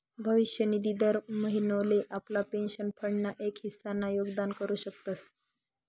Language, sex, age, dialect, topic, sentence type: Marathi, male, 18-24, Northern Konkan, banking, statement